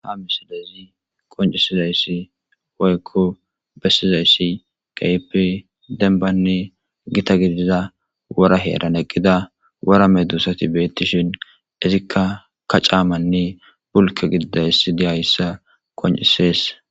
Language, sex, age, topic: Gamo, male, 18-24, agriculture